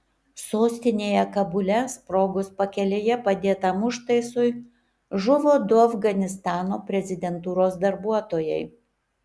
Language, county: Lithuanian, Kaunas